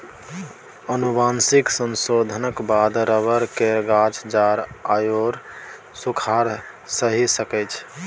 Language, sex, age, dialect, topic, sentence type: Maithili, male, 18-24, Bajjika, agriculture, statement